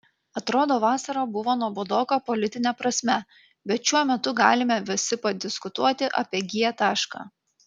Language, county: Lithuanian, Kaunas